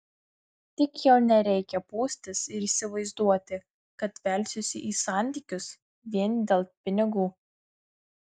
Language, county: Lithuanian, Marijampolė